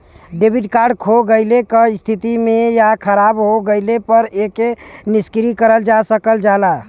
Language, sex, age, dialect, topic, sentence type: Bhojpuri, male, 18-24, Western, banking, statement